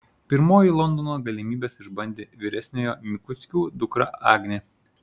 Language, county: Lithuanian, Šiauliai